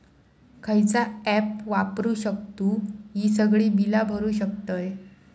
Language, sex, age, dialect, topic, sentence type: Marathi, female, 18-24, Southern Konkan, banking, question